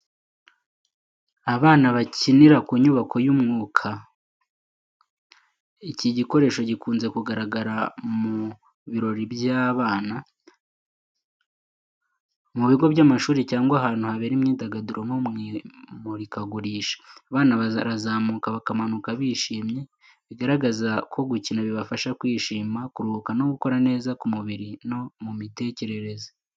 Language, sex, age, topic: Kinyarwanda, male, 18-24, education